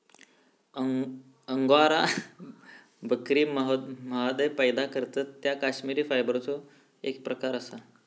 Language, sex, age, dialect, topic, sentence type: Marathi, male, 18-24, Southern Konkan, agriculture, statement